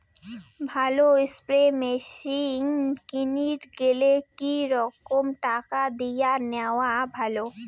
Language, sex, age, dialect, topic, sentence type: Bengali, female, 18-24, Rajbangshi, agriculture, question